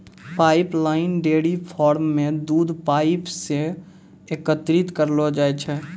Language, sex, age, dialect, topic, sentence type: Maithili, male, 18-24, Angika, agriculture, statement